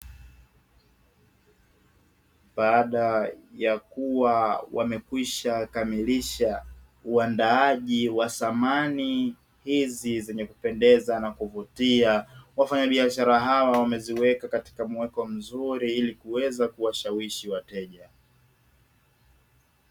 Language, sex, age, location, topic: Swahili, male, 18-24, Dar es Salaam, finance